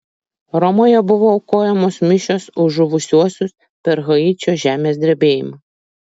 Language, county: Lithuanian, Kaunas